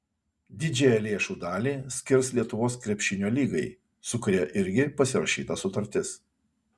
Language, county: Lithuanian, Kaunas